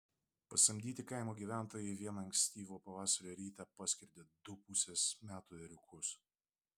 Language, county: Lithuanian, Vilnius